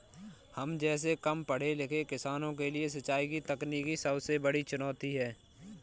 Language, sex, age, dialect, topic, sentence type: Hindi, female, 18-24, Kanauji Braj Bhasha, agriculture, statement